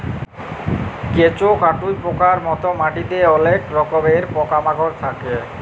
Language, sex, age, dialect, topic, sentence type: Bengali, male, 18-24, Jharkhandi, agriculture, statement